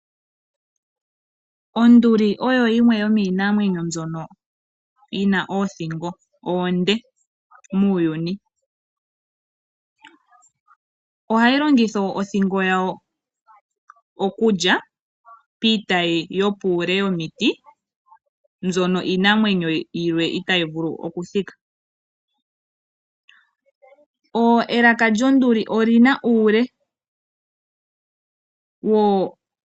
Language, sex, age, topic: Oshiwambo, female, 18-24, agriculture